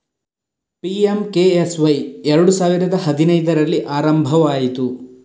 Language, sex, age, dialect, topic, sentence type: Kannada, male, 41-45, Coastal/Dakshin, agriculture, statement